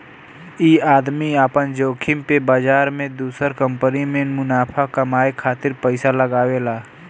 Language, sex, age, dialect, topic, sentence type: Bhojpuri, male, 25-30, Western, banking, statement